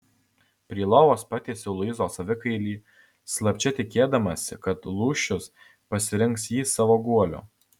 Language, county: Lithuanian, Alytus